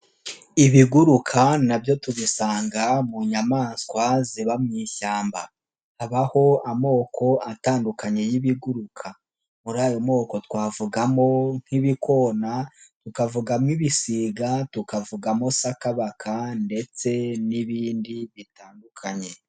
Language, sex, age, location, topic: Kinyarwanda, male, 18-24, Nyagatare, agriculture